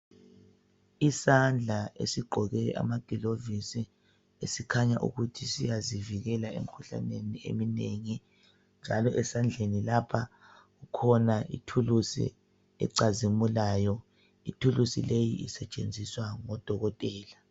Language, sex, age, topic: North Ndebele, female, 25-35, health